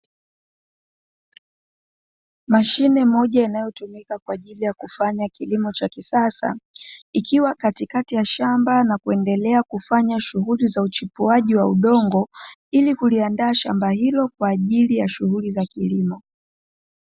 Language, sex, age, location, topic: Swahili, female, 25-35, Dar es Salaam, agriculture